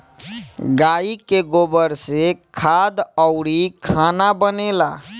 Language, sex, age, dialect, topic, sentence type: Bhojpuri, male, 18-24, Northern, agriculture, statement